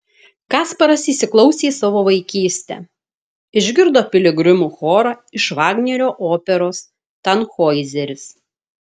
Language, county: Lithuanian, Klaipėda